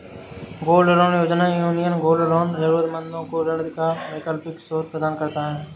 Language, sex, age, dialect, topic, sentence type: Hindi, male, 60-100, Awadhi Bundeli, banking, statement